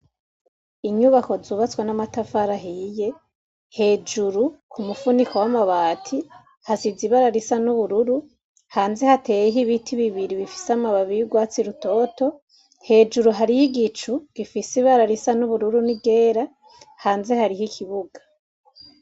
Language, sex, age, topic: Rundi, female, 25-35, education